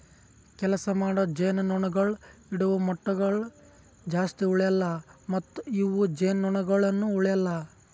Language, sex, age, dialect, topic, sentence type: Kannada, male, 18-24, Northeastern, agriculture, statement